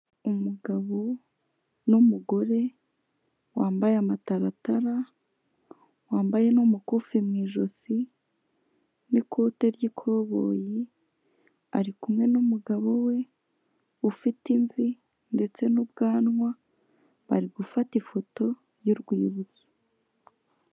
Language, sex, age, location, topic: Kinyarwanda, female, 25-35, Kigali, health